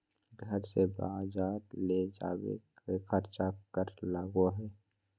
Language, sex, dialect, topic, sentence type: Magahi, male, Southern, agriculture, question